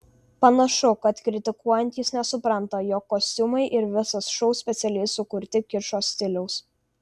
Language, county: Lithuanian, Vilnius